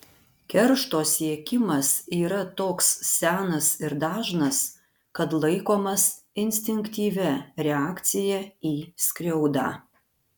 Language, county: Lithuanian, Panevėžys